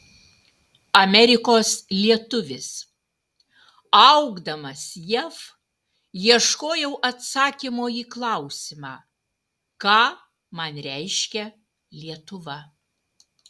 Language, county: Lithuanian, Utena